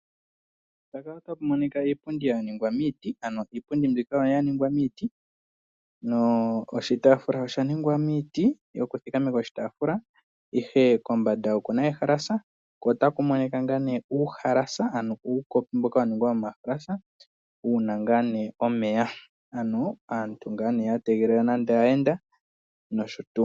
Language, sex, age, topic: Oshiwambo, male, 18-24, finance